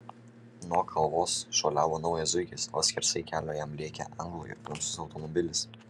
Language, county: Lithuanian, Kaunas